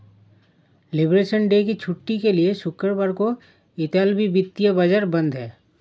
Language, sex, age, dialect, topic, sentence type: Hindi, male, 31-35, Awadhi Bundeli, banking, statement